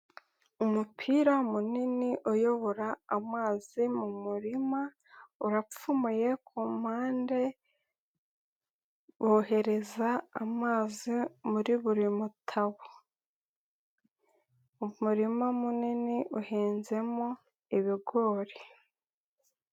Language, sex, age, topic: Kinyarwanda, female, 18-24, agriculture